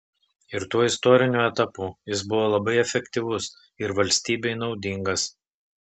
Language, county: Lithuanian, Telšiai